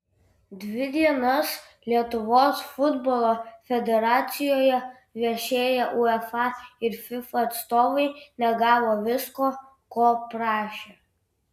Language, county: Lithuanian, Vilnius